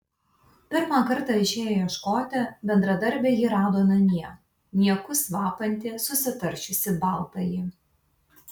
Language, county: Lithuanian, Vilnius